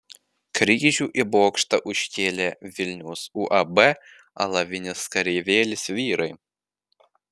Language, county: Lithuanian, Panevėžys